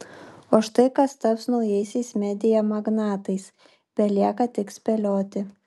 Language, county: Lithuanian, Klaipėda